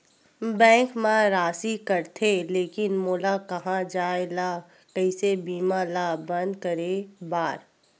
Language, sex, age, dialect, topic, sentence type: Chhattisgarhi, female, 51-55, Western/Budati/Khatahi, banking, question